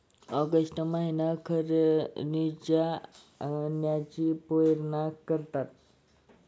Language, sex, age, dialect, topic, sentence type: Marathi, male, 25-30, Standard Marathi, agriculture, statement